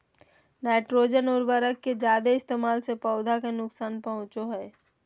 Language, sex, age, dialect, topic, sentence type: Magahi, female, 25-30, Southern, agriculture, statement